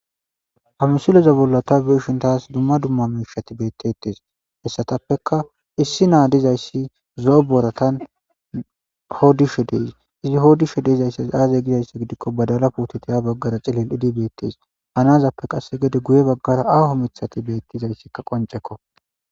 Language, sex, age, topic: Gamo, male, 25-35, agriculture